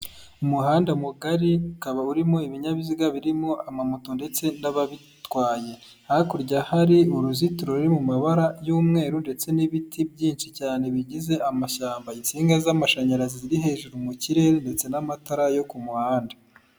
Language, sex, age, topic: Kinyarwanda, male, 25-35, government